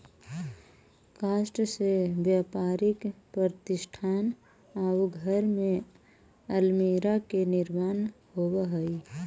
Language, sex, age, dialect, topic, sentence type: Magahi, male, 18-24, Central/Standard, banking, statement